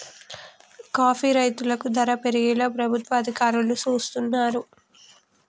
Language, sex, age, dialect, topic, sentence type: Telugu, female, 25-30, Telangana, agriculture, statement